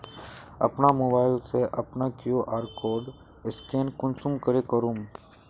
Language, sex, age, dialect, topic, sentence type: Magahi, male, 18-24, Northeastern/Surjapuri, banking, question